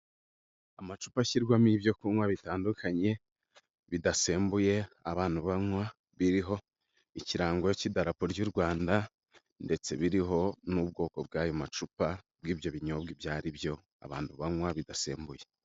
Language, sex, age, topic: Kinyarwanda, male, 18-24, finance